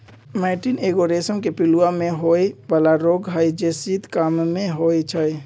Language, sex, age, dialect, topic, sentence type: Magahi, male, 18-24, Western, agriculture, statement